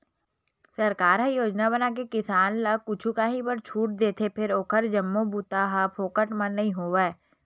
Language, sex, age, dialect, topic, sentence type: Chhattisgarhi, female, 25-30, Western/Budati/Khatahi, agriculture, statement